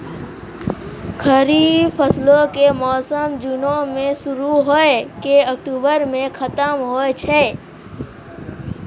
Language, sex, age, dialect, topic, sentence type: Maithili, female, 41-45, Angika, agriculture, statement